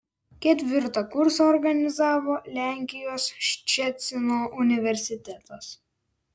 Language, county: Lithuanian, Vilnius